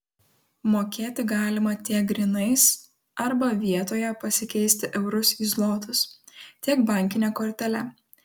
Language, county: Lithuanian, Kaunas